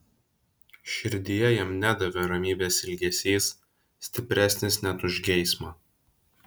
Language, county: Lithuanian, Vilnius